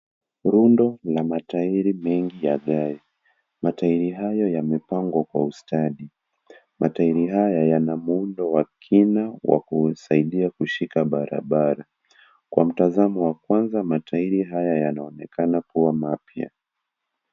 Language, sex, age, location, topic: Swahili, male, 25-35, Kisii, finance